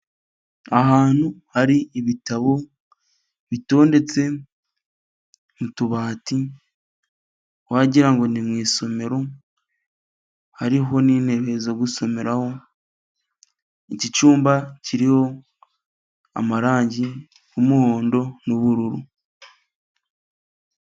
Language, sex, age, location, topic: Kinyarwanda, male, 25-35, Musanze, education